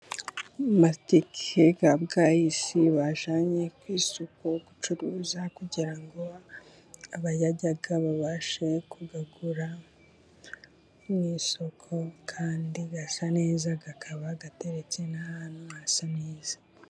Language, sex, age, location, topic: Kinyarwanda, female, 18-24, Musanze, agriculture